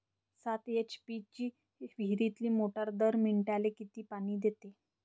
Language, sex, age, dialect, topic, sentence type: Marathi, male, 60-100, Varhadi, agriculture, question